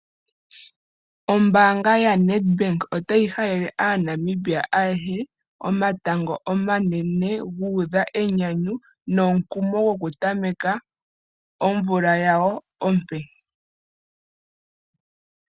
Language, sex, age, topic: Oshiwambo, female, 18-24, finance